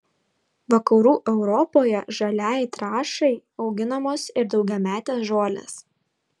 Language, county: Lithuanian, Vilnius